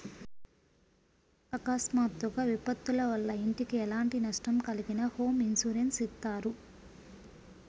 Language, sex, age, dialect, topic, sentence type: Telugu, female, 25-30, Central/Coastal, banking, statement